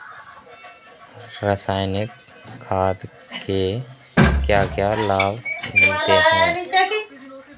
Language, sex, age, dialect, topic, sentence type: Hindi, male, 18-24, Marwari Dhudhari, agriculture, question